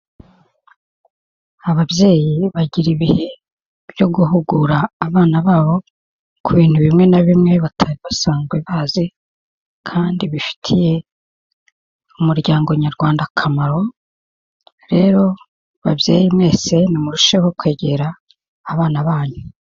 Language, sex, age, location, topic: Kinyarwanda, female, 50+, Kigali, health